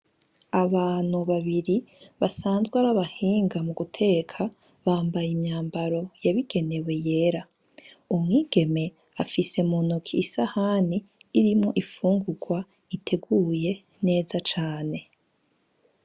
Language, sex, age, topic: Rundi, female, 18-24, education